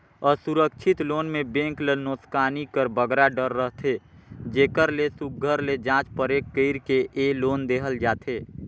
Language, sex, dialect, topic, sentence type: Chhattisgarhi, male, Northern/Bhandar, banking, statement